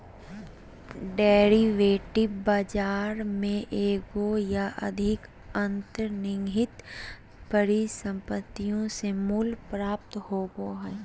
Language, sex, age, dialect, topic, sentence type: Magahi, female, 31-35, Southern, banking, statement